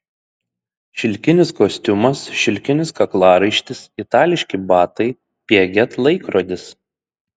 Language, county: Lithuanian, Šiauliai